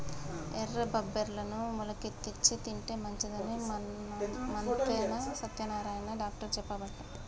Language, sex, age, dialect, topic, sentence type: Telugu, female, 31-35, Telangana, agriculture, statement